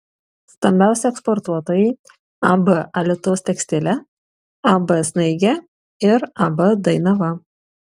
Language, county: Lithuanian, Šiauliai